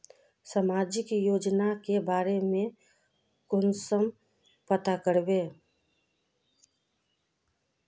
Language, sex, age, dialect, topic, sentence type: Magahi, female, 36-40, Northeastern/Surjapuri, banking, question